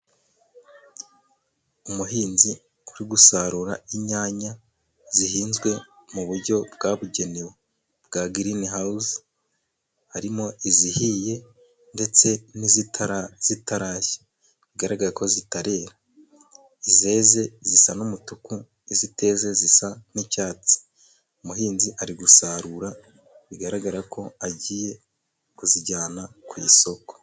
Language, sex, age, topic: Kinyarwanda, male, 18-24, agriculture